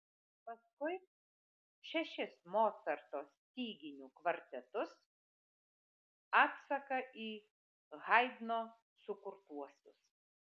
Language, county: Lithuanian, Vilnius